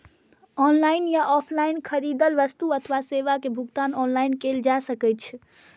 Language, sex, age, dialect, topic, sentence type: Maithili, female, 31-35, Eastern / Thethi, banking, statement